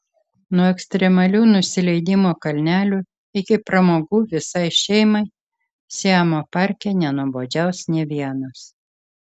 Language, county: Lithuanian, Kaunas